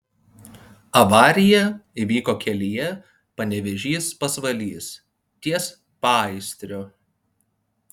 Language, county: Lithuanian, Panevėžys